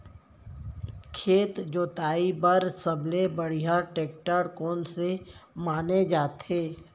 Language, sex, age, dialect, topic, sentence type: Chhattisgarhi, female, 31-35, Central, agriculture, question